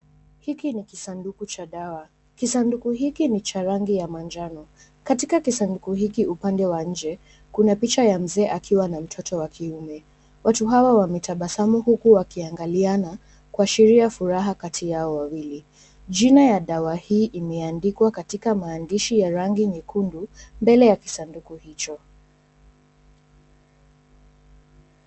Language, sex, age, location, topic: Swahili, female, 18-24, Nairobi, health